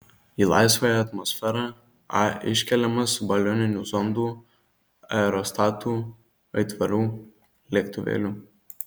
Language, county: Lithuanian, Marijampolė